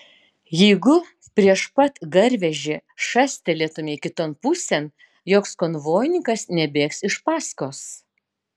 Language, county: Lithuanian, Utena